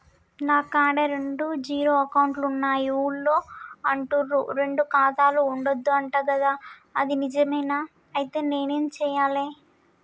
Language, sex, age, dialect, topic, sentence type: Telugu, male, 18-24, Telangana, banking, question